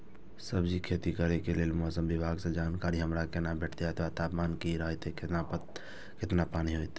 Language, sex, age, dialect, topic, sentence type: Maithili, male, 18-24, Eastern / Thethi, agriculture, question